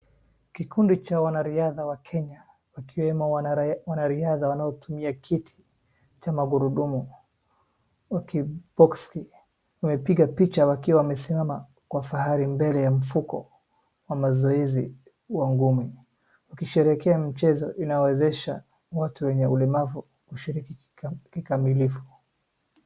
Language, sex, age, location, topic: Swahili, male, 25-35, Wajir, education